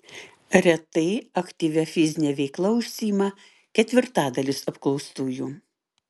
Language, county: Lithuanian, Klaipėda